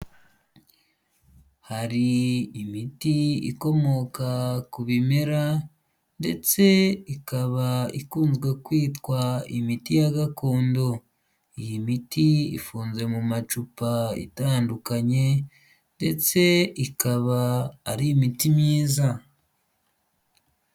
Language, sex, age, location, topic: Kinyarwanda, male, 25-35, Huye, health